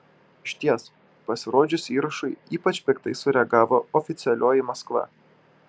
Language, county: Lithuanian, Šiauliai